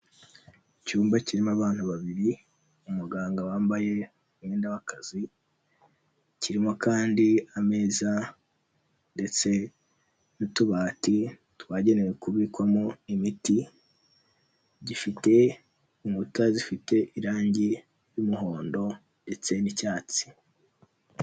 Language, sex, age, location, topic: Kinyarwanda, male, 18-24, Huye, health